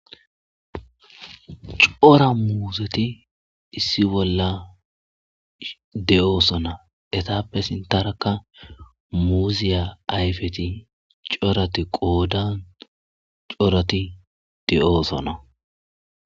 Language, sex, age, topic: Gamo, male, 25-35, agriculture